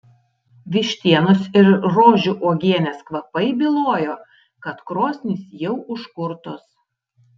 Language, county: Lithuanian, Tauragė